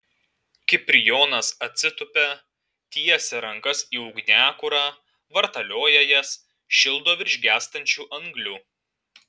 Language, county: Lithuanian, Alytus